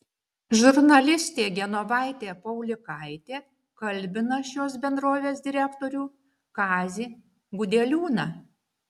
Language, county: Lithuanian, Šiauliai